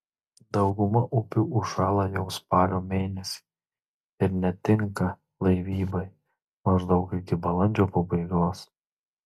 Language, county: Lithuanian, Marijampolė